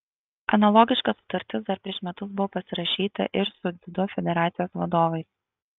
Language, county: Lithuanian, Kaunas